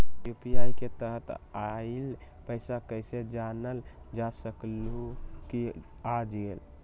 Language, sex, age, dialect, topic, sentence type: Magahi, male, 18-24, Western, banking, question